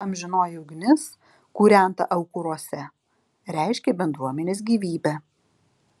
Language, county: Lithuanian, Alytus